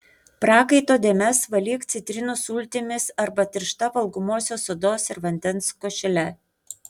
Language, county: Lithuanian, Panevėžys